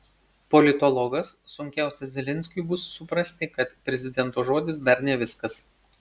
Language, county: Lithuanian, Šiauliai